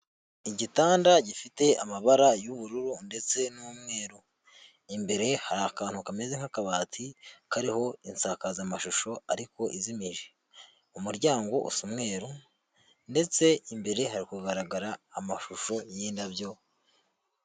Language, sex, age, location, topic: Kinyarwanda, female, 18-24, Huye, health